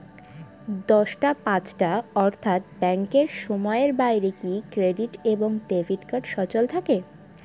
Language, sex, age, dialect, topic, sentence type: Bengali, female, 18-24, Northern/Varendri, banking, question